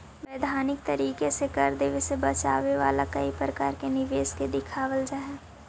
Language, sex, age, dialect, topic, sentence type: Magahi, female, 18-24, Central/Standard, banking, statement